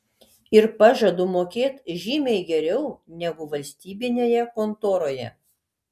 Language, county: Lithuanian, Kaunas